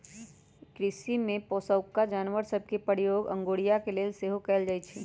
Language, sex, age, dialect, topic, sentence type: Magahi, female, 31-35, Western, agriculture, statement